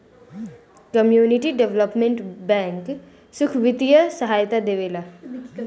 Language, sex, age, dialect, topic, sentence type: Bhojpuri, female, 18-24, Southern / Standard, banking, statement